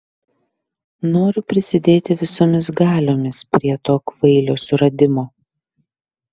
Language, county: Lithuanian, Klaipėda